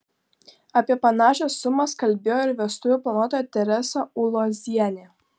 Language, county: Lithuanian, Klaipėda